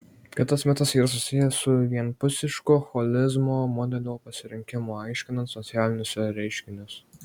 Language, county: Lithuanian, Marijampolė